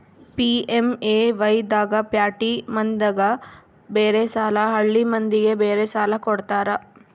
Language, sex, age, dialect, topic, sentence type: Kannada, female, 25-30, Central, banking, statement